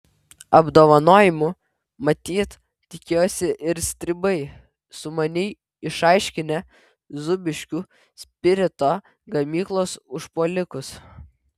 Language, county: Lithuanian, Vilnius